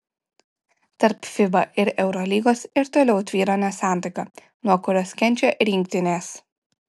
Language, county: Lithuanian, Kaunas